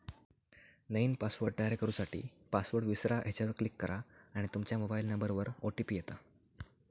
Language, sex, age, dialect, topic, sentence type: Marathi, male, 18-24, Southern Konkan, banking, statement